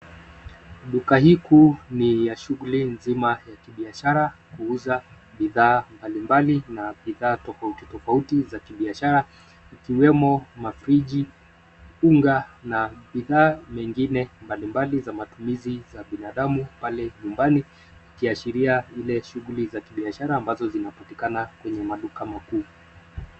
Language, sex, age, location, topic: Swahili, male, 25-35, Nairobi, finance